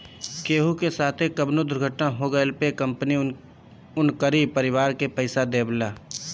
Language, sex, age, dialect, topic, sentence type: Bhojpuri, male, 25-30, Northern, banking, statement